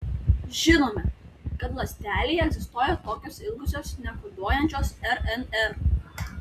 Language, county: Lithuanian, Tauragė